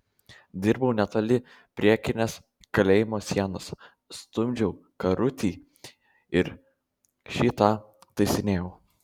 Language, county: Lithuanian, Marijampolė